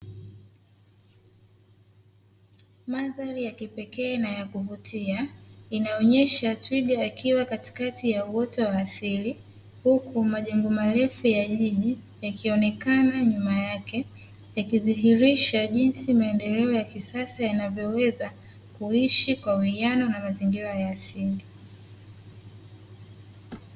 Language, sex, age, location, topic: Swahili, female, 18-24, Dar es Salaam, agriculture